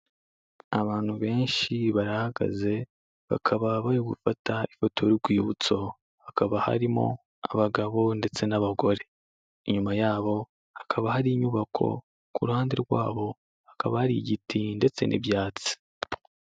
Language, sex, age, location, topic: Kinyarwanda, male, 25-35, Kigali, health